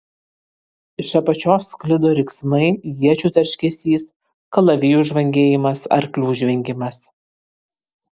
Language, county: Lithuanian, Kaunas